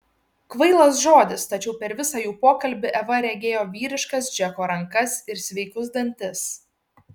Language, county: Lithuanian, Šiauliai